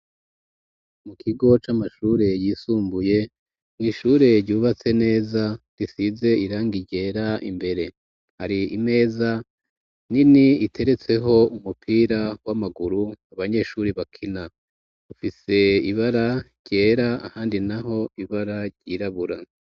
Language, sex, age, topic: Rundi, male, 36-49, education